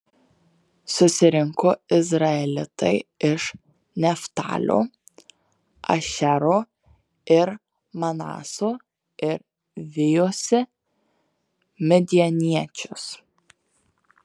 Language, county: Lithuanian, Marijampolė